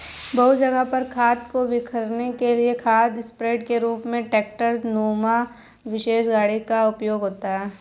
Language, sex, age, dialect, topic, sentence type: Hindi, female, 18-24, Hindustani Malvi Khadi Boli, agriculture, statement